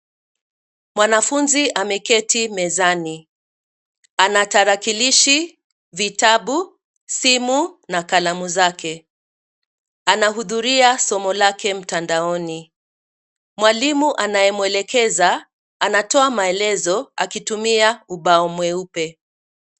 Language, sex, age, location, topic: Swahili, female, 50+, Nairobi, education